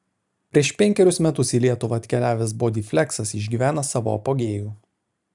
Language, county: Lithuanian, Vilnius